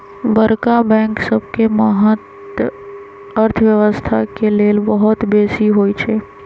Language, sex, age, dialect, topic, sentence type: Magahi, female, 25-30, Western, banking, statement